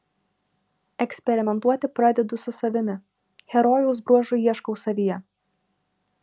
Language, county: Lithuanian, Vilnius